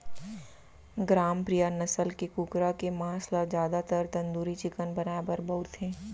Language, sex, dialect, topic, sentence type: Chhattisgarhi, female, Central, agriculture, statement